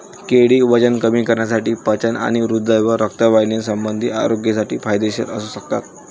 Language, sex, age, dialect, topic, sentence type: Marathi, male, 18-24, Varhadi, agriculture, statement